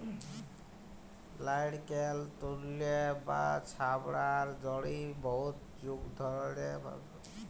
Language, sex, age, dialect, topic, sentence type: Bengali, male, 25-30, Jharkhandi, agriculture, statement